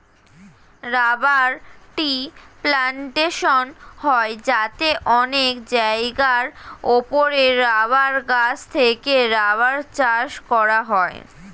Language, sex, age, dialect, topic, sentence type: Bengali, female, 36-40, Standard Colloquial, agriculture, statement